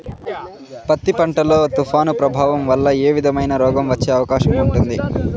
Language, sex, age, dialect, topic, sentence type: Telugu, male, 18-24, Southern, agriculture, question